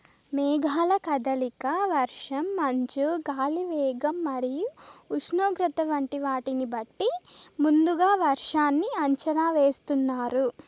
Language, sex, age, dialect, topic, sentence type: Telugu, female, 18-24, Southern, agriculture, statement